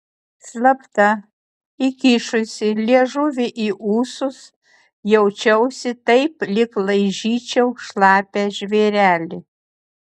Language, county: Lithuanian, Utena